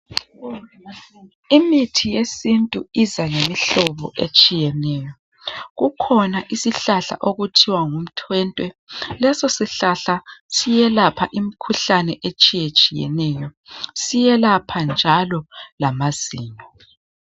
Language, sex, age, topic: North Ndebele, male, 25-35, health